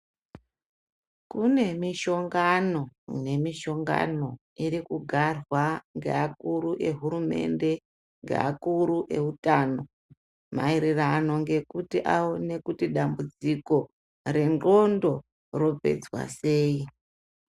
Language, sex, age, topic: Ndau, female, 36-49, health